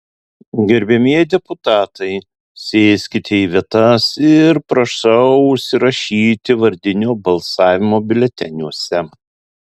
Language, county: Lithuanian, Alytus